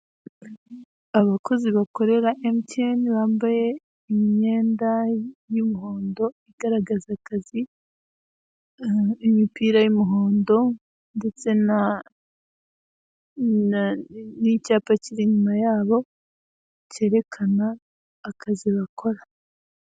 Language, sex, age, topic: Kinyarwanda, female, 18-24, finance